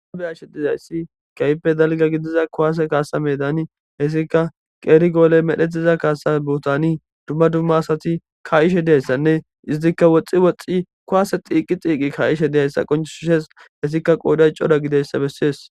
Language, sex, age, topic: Gamo, male, 18-24, government